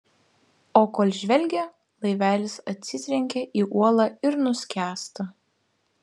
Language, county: Lithuanian, Vilnius